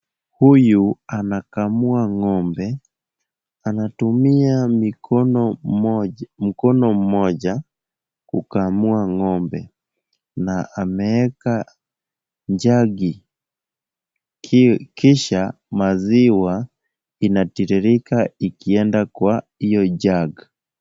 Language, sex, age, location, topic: Swahili, male, 18-24, Kisumu, agriculture